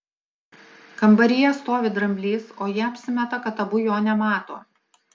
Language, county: Lithuanian, Alytus